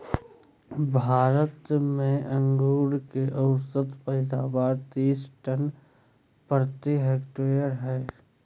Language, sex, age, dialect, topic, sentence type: Magahi, male, 31-35, Southern, agriculture, statement